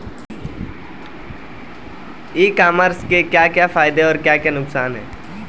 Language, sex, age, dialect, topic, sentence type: Hindi, male, 18-24, Marwari Dhudhari, agriculture, question